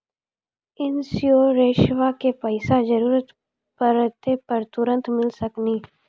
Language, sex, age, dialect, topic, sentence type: Maithili, female, 18-24, Angika, banking, question